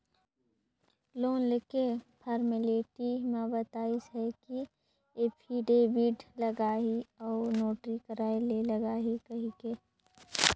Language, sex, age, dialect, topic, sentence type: Chhattisgarhi, male, 56-60, Northern/Bhandar, banking, statement